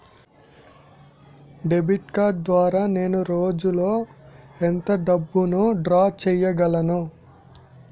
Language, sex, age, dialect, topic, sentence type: Telugu, male, 18-24, Utterandhra, banking, question